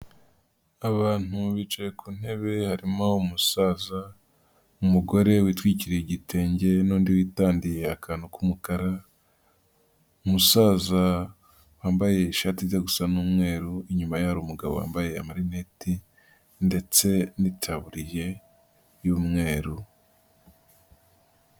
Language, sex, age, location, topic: Kinyarwanda, female, 50+, Nyagatare, health